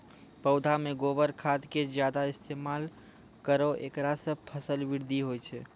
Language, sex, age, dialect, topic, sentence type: Maithili, male, 51-55, Angika, agriculture, question